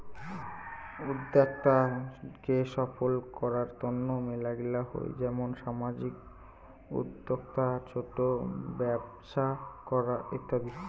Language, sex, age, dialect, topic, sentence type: Bengali, male, 18-24, Rajbangshi, banking, statement